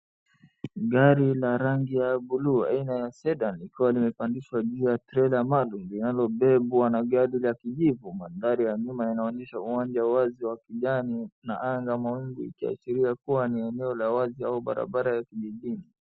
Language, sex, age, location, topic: Swahili, male, 25-35, Wajir, finance